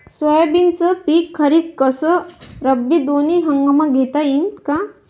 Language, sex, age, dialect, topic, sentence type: Marathi, female, 25-30, Varhadi, agriculture, question